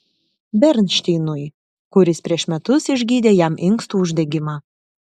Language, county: Lithuanian, Klaipėda